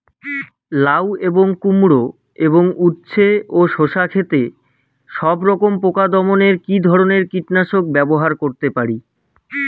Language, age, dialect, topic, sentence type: Bengali, 25-30, Rajbangshi, agriculture, question